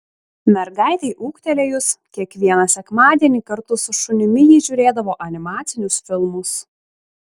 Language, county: Lithuanian, Šiauliai